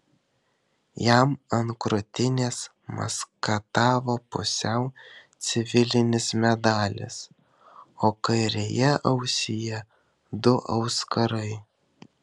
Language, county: Lithuanian, Vilnius